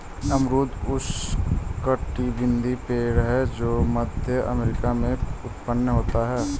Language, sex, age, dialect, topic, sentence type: Hindi, male, 18-24, Awadhi Bundeli, agriculture, statement